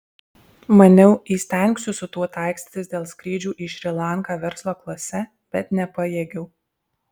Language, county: Lithuanian, Alytus